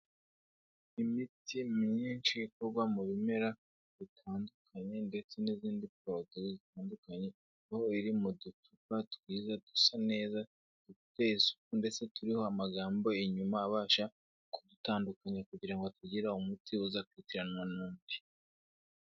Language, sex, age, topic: Kinyarwanda, male, 18-24, health